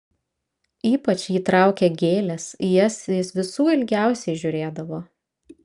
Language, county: Lithuanian, Vilnius